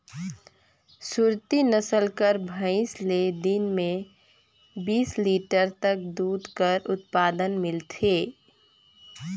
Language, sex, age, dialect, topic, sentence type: Chhattisgarhi, female, 25-30, Northern/Bhandar, agriculture, statement